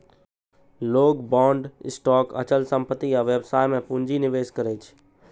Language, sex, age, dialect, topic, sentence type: Maithili, male, 18-24, Eastern / Thethi, banking, statement